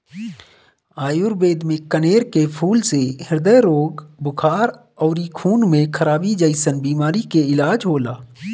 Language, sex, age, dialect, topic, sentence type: Bhojpuri, male, 31-35, Northern, agriculture, statement